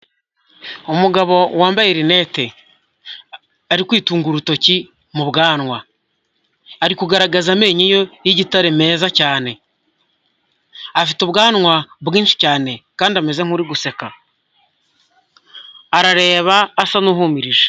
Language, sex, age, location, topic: Kinyarwanda, male, 25-35, Huye, health